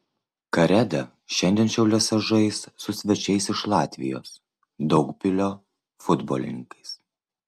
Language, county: Lithuanian, Vilnius